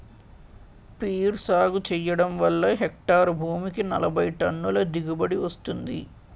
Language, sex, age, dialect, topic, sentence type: Telugu, male, 18-24, Utterandhra, agriculture, statement